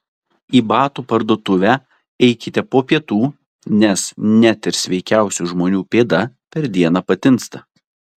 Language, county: Lithuanian, Telšiai